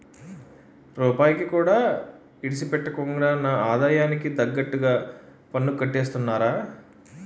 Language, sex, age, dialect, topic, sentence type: Telugu, male, 31-35, Utterandhra, banking, statement